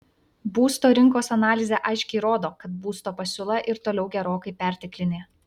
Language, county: Lithuanian, Vilnius